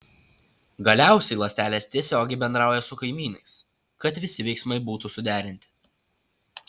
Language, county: Lithuanian, Utena